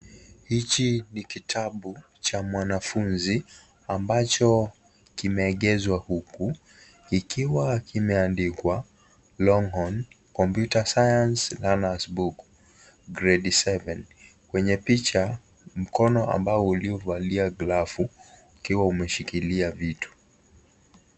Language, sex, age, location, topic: Swahili, male, 25-35, Kisii, education